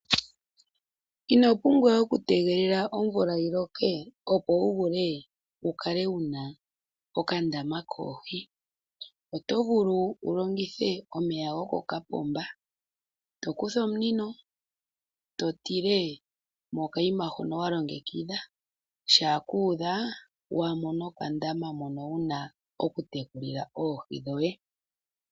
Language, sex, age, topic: Oshiwambo, female, 25-35, agriculture